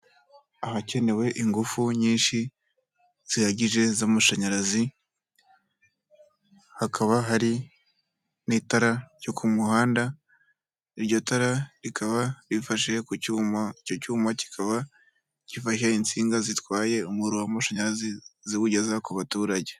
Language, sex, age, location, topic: Kinyarwanda, male, 18-24, Kigali, government